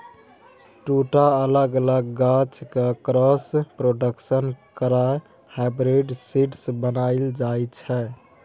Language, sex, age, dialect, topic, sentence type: Maithili, male, 18-24, Bajjika, agriculture, statement